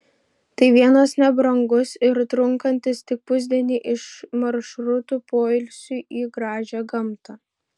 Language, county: Lithuanian, Šiauliai